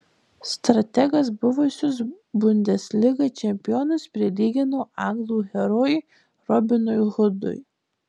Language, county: Lithuanian, Marijampolė